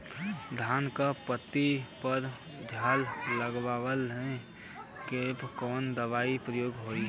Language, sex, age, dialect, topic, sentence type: Bhojpuri, male, 18-24, Western, agriculture, question